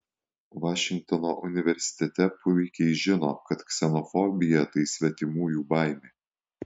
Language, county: Lithuanian, Alytus